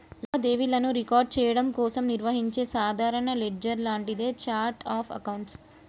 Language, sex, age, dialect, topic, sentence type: Telugu, male, 18-24, Telangana, banking, statement